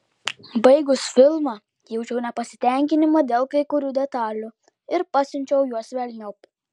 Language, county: Lithuanian, Klaipėda